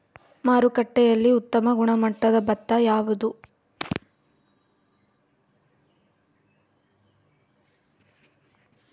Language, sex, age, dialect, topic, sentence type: Kannada, female, 25-30, Central, agriculture, question